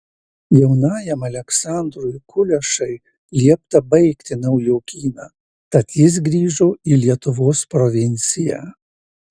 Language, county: Lithuanian, Marijampolė